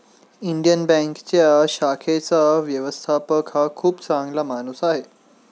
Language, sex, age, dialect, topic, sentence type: Marathi, male, 18-24, Standard Marathi, banking, statement